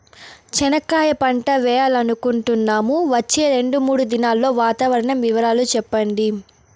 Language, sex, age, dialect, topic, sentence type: Telugu, female, 18-24, Southern, agriculture, question